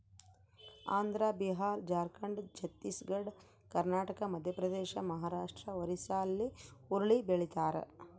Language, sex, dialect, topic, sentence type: Kannada, female, Central, agriculture, statement